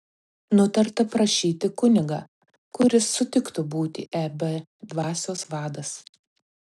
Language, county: Lithuanian, Telšiai